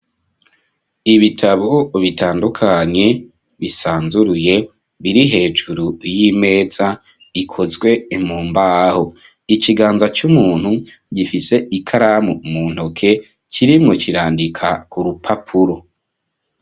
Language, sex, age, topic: Rundi, male, 25-35, education